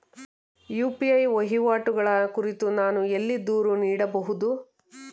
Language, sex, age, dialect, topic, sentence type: Kannada, female, 31-35, Mysore Kannada, banking, question